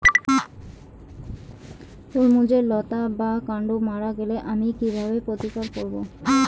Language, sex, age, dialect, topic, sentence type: Bengali, female, 25-30, Rajbangshi, agriculture, question